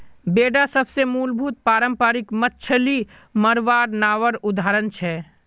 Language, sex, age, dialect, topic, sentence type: Magahi, male, 18-24, Northeastern/Surjapuri, agriculture, statement